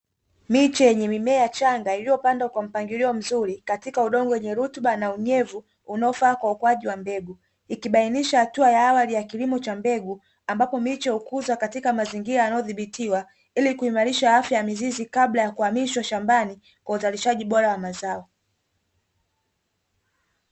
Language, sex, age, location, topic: Swahili, female, 25-35, Dar es Salaam, agriculture